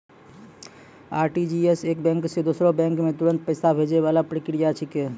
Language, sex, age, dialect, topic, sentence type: Maithili, male, 25-30, Angika, banking, statement